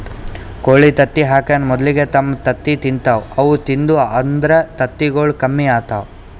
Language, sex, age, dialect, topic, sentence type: Kannada, male, 60-100, Northeastern, agriculture, statement